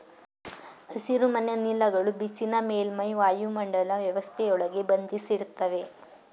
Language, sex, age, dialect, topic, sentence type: Kannada, female, 41-45, Mysore Kannada, agriculture, statement